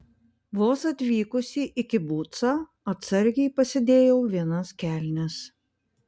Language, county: Lithuanian, Panevėžys